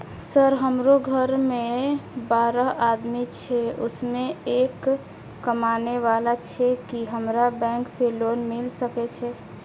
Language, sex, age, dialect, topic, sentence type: Maithili, female, 41-45, Eastern / Thethi, banking, question